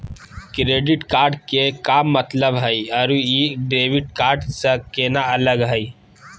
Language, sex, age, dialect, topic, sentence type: Magahi, male, 31-35, Southern, banking, question